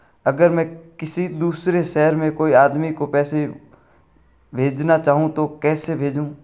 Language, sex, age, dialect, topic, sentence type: Hindi, male, 41-45, Marwari Dhudhari, banking, question